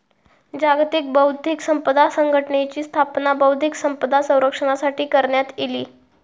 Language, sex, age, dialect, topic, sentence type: Marathi, female, 18-24, Southern Konkan, banking, statement